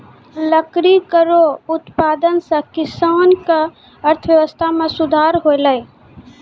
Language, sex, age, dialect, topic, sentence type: Maithili, female, 18-24, Angika, agriculture, statement